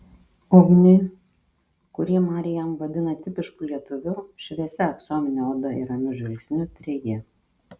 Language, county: Lithuanian, Kaunas